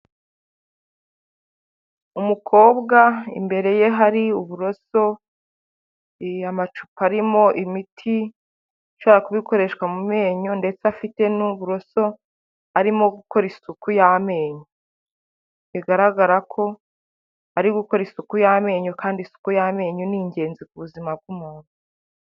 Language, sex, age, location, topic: Kinyarwanda, female, 25-35, Huye, health